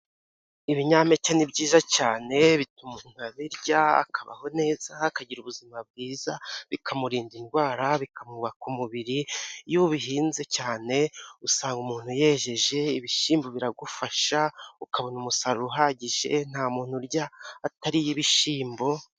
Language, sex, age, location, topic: Kinyarwanda, male, 25-35, Musanze, agriculture